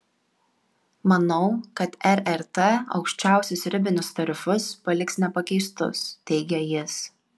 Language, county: Lithuanian, Vilnius